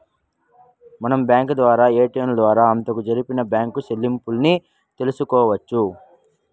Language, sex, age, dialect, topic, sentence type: Telugu, male, 56-60, Southern, banking, statement